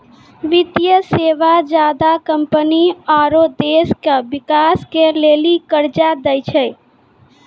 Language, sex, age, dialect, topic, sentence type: Maithili, female, 18-24, Angika, banking, statement